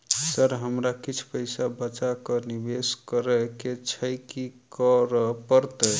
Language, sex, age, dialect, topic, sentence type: Maithili, male, 31-35, Southern/Standard, banking, question